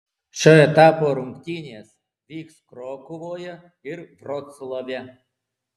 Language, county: Lithuanian, Alytus